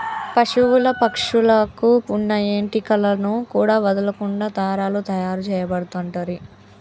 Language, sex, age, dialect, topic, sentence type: Telugu, male, 25-30, Telangana, agriculture, statement